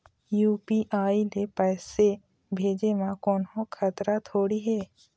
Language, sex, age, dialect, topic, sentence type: Chhattisgarhi, female, 25-30, Eastern, banking, question